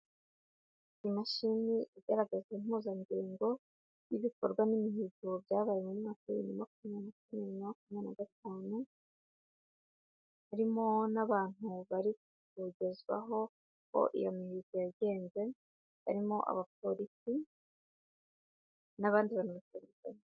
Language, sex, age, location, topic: Kinyarwanda, female, 25-35, Nyagatare, government